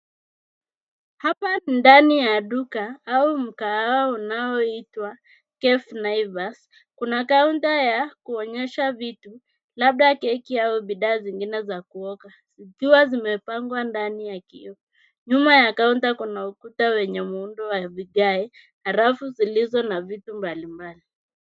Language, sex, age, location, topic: Swahili, female, 25-35, Nairobi, finance